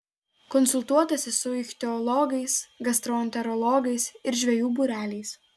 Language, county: Lithuanian, Telšiai